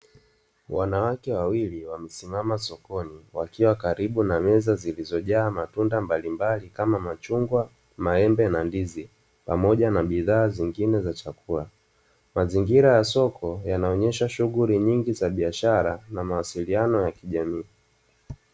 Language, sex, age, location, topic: Swahili, male, 25-35, Dar es Salaam, finance